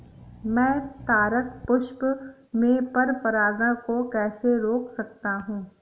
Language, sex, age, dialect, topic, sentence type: Hindi, female, 18-24, Awadhi Bundeli, agriculture, question